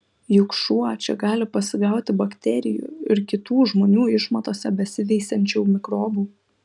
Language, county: Lithuanian, Kaunas